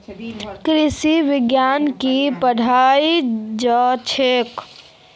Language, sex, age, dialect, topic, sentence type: Magahi, female, 36-40, Northeastern/Surjapuri, agriculture, statement